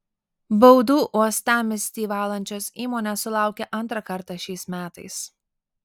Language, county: Lithuanian, Alytus